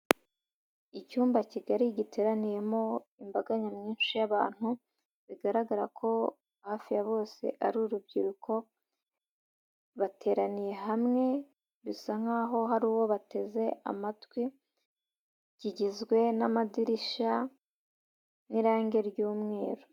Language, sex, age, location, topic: Kinyarwanda, female, 25-35, Huye, education